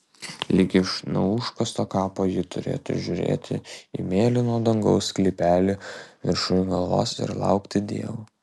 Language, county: Lithuanian, Kaunas